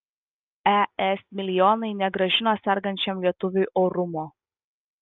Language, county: Lithuanian, Vilnius